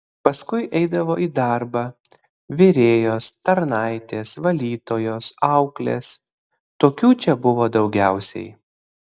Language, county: Lithuanian, Vilnius